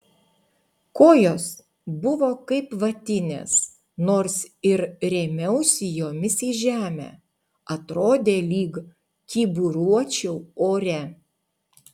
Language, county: Lithuanian, Utena